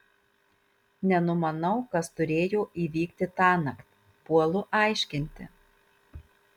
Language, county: Lithuanian, Marijampolė